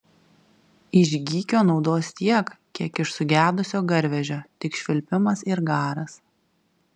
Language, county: Lithuanian, Kaunas